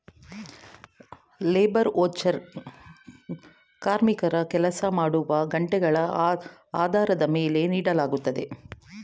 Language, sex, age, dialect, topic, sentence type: Kannada, female, 36-40, Mysore Kannada, banking, statement